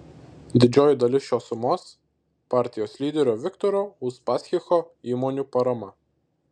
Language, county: Lithuanian, Šiauliai